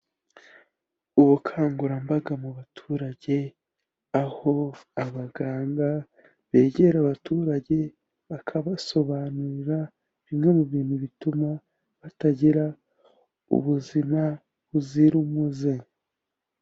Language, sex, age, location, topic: Kinyarwanda, male, 18-24, Kigali, health